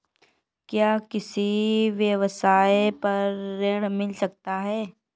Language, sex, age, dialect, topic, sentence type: Hindi, female, 18-24, Kanauji Braj Bhasha, banking, question